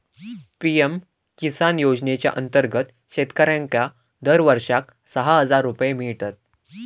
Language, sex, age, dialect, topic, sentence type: Marathi, male, 18-24, Southern Konkan, agriculture, statement